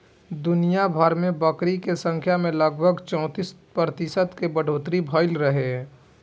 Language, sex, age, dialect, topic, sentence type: Bhojpuri, male, 18-24, Southern / Standard, agriculture, statement